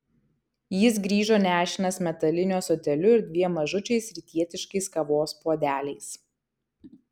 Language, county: Lithuanian, Kaunas